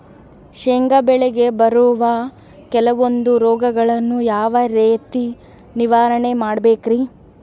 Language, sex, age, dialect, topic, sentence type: Kannada, female, 18-24, Central, agriculture, question